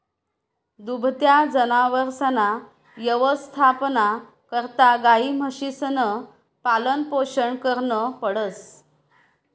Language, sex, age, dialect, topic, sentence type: Marathi, female, 31-35, Northern Konkan, agriculture, statement